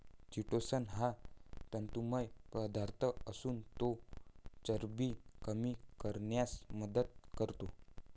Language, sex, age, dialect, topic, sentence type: Marathi, male, 51-55, Varhadi, agriculture, statement